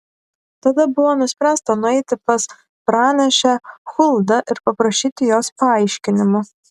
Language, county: Lithuanian, Šiauliai